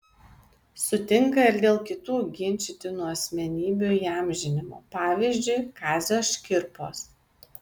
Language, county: Lithuanian, Kaunas